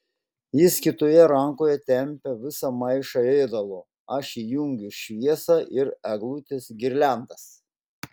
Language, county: Lithuanian, Klaipėda